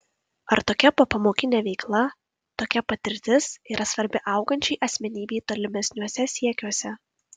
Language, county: Lithuanian, Kaunas